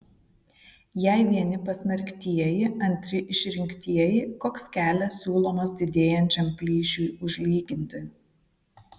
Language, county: Lithuanian, Šiauliai